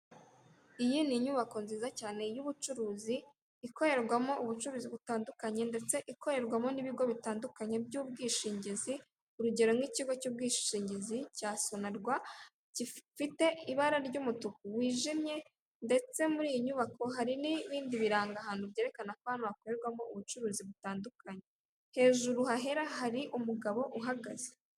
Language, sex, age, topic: Kinyarwanda, female, 36-49, finance